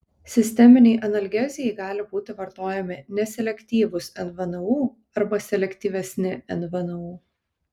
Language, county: Lithuanian, Kaunas